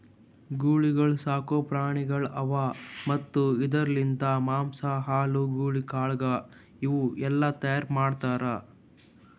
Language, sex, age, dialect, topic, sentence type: Kannada, male, 18-24, Northeastern, agriculture, statement